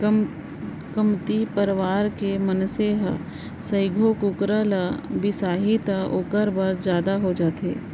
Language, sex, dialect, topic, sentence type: Chhattisgarhi, female, Central, agriculture, statement